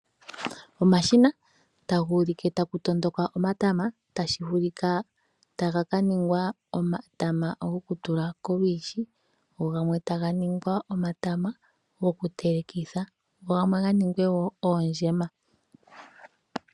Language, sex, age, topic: Oshiwambo, female, 25-35, agriculture